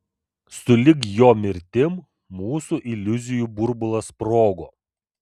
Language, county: Lithuanian, Vilnius